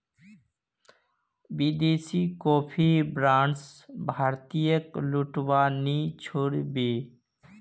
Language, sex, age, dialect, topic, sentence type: Magahi, male, 31-35, Northeastern/Surjapuri, agriculture, statement